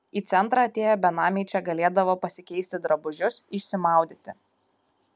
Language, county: Lithuanian, Kaunas